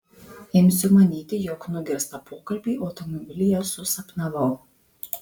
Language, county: Lithuanian, Marijampolė